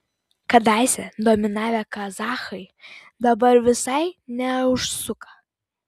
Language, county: Lithuanian, Vilnius